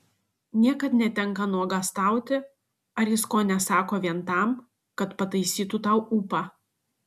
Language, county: Lithuanian, Šiauliai